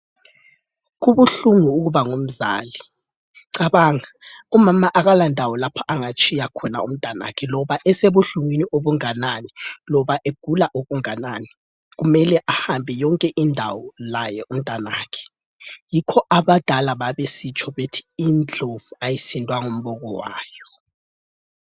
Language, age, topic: North Ndebele, 25-35, health